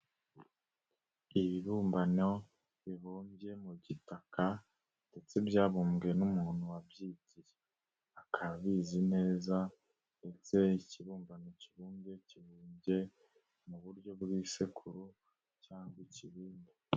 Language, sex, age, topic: Kinyarwanda, female, 36-49, education